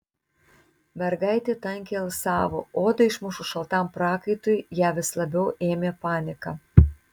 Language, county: Lithuanian, Tauragė